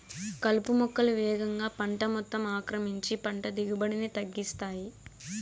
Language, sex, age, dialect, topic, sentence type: Telugu, female, 18-24, Southern, agriculture, statement